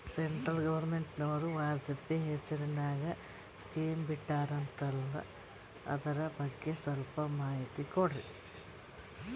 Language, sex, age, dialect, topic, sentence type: Kannada, female, 46-50, Northeastern, banking, question